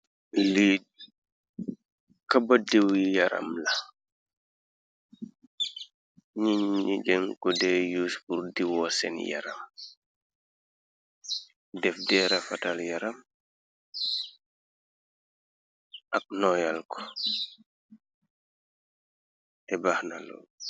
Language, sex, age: Wolof, male, 36-49